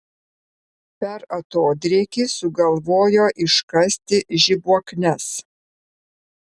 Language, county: Lithuanian, Vilnius